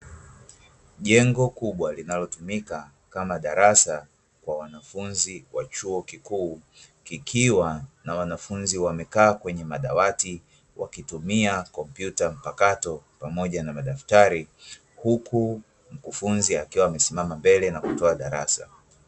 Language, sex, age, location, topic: Swahili, male, 25-35, Dar es Salaam, education